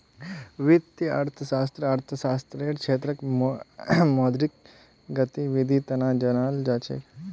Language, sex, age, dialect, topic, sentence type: Magahi, male, 25-30, Northeastern/Surjapuri, banking, statement